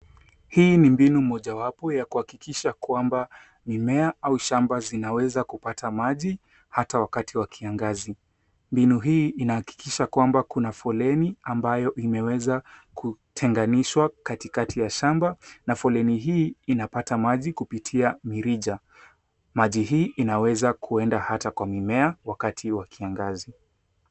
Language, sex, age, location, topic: Swahili, male, 18-24, Nairobi, agriculture